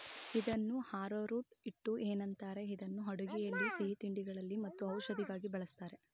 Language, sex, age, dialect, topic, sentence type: Kannada, male, 31-35, Mysore Kannada, agriculture, statement